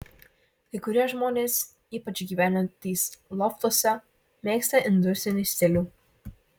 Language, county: Lithuanian, Marijampolė